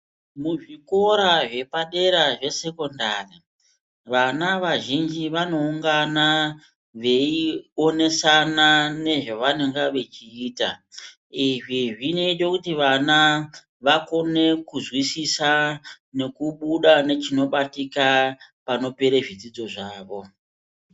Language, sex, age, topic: Ndau, female, 36-49, education